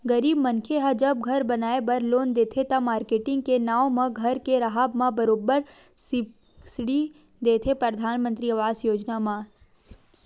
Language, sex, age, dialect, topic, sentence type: Chhattisgarhi, female, 18-24, Western/Budati/Khatahi, banking, statement